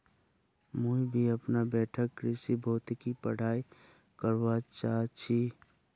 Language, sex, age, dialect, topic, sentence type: Magahi, male, 25-30, Northeastern/Surjapuri, agriculture, statement